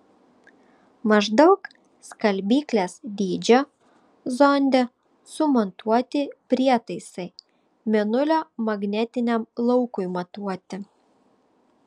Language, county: Lithuanian, Šiauliai